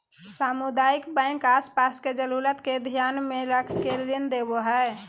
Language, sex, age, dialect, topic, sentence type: Magahi, female, 41-45, Southern, banking, statement